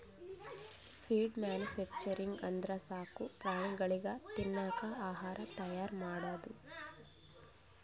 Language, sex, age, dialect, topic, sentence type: Kannada, female, 18-24, Northeastern, agriculture, statement